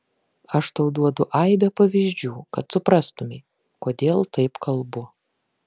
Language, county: Lithuanian, Kaunas